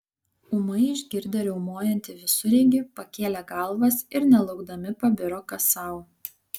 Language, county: Lithuanian, Kaunas